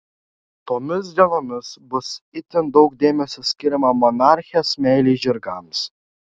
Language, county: Lithuanian, Šiauliai